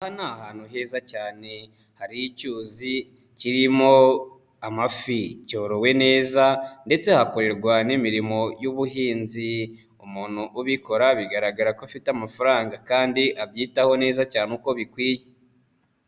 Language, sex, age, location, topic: Kinyarwanda, male, 18-24, Nyagatare, agriculture